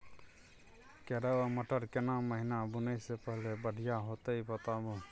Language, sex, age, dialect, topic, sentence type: Maithili, male, 36-40, Bajjika, agriculture, question